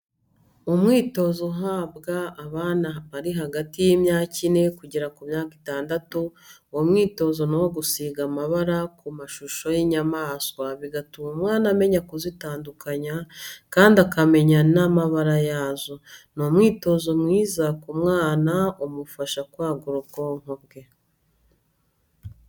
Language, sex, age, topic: Kinyarwanda, female, 36-49, education